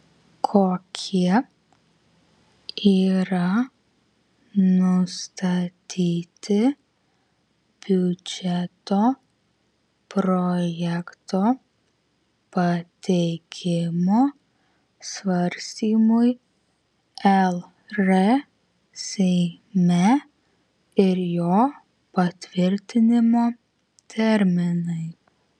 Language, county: Lithuanian, Vilnius